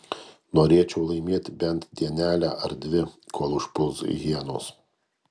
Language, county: Lithuanian, Kaunas